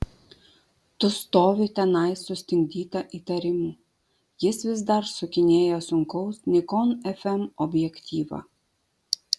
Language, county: Lithuanian, Vilnius